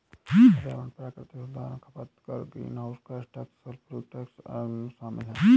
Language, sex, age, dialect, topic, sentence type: Hindi, male, 18-24, Awadhi Bundeli, banking, statement